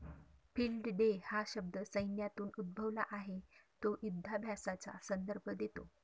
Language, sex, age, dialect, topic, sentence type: Marathi, female, 36-40, Varhadi, agriculture, statement